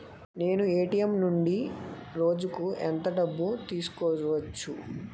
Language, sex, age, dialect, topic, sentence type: Telugu, male, 25-30, Utterandhra, banking, question